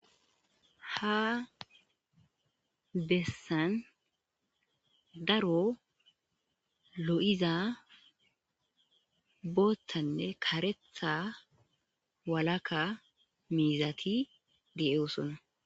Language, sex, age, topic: Gamo, female, 25-35, agriculture